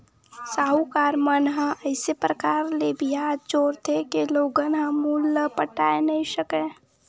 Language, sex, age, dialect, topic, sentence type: Chhattisgarhi, male, 18-24, Western/Budati/Khatahi, banking, statement